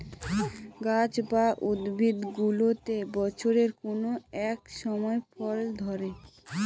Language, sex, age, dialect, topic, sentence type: Bengali, female, 18-24, Northern/Varendri, agriculture, statement